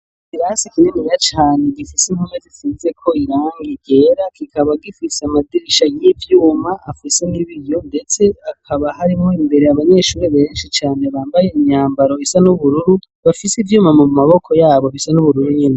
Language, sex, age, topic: Rundi, male, 18-24, education